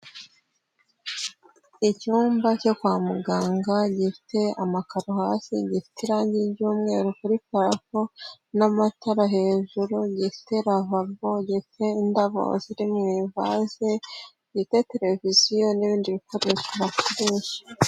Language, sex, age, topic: Kinyarwanda, female, 18-24, health